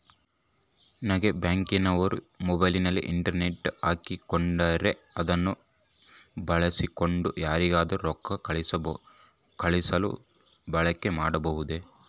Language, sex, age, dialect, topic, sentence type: Kannada, male, 25-30, Central, banking, question